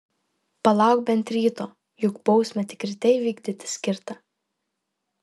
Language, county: Lithuanian, Vilnius